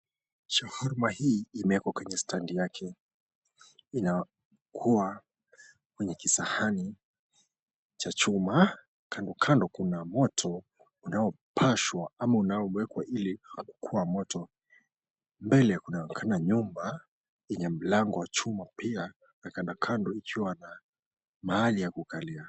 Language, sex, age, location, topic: Swahili, male, 25-35, Mombasa, agriculture